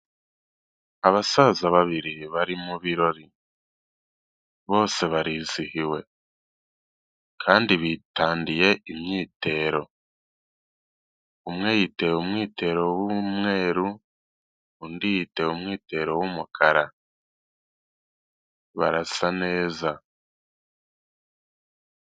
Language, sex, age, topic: Kinyarwanda, male, 18-24, health